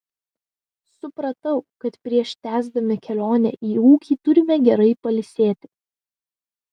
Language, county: Lithuanian, Vilnius